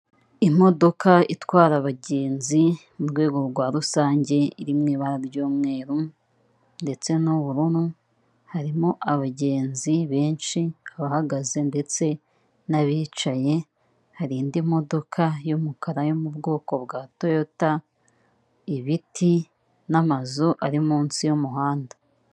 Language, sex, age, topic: Kinyarwanda, female, 36-49, government